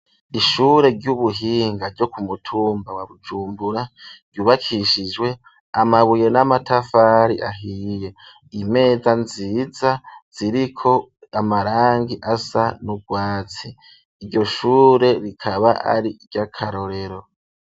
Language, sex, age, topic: Rundi, male, 25-35, education